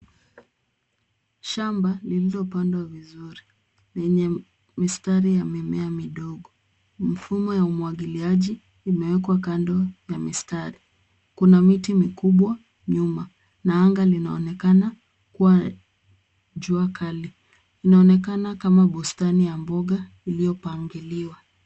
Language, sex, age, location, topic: Swahili, female, 25-35, Nairobi, agriculture